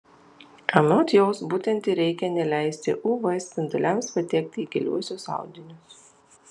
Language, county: Lithuanian, Alytus